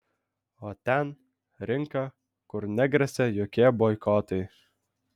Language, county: Lithuanian, Vilnius